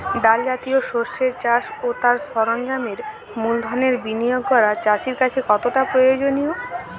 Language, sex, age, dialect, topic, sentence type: Bengali, female, 18-24, Jharkhandi, agriculture, question